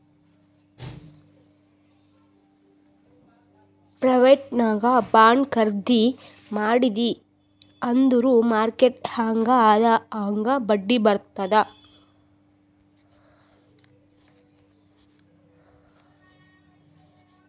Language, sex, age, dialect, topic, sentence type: Kannada, female, 18-24, Northeastern, banking, statement